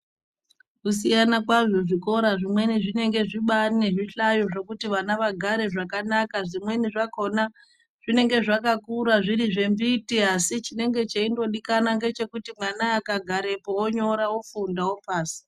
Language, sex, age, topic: Ndau, female, 25-35, education